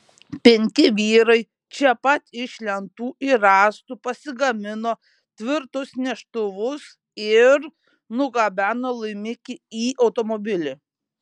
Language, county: Lithuanian, Šiauliai